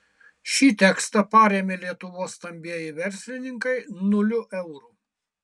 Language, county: Lithuanian, Kaunas